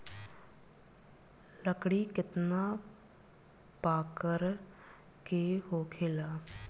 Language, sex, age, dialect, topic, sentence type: Bhojpuri, female, 25-30, Southern / Standard, agriculture, statement